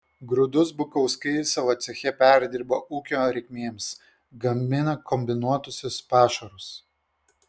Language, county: Lithuanian, Vilnius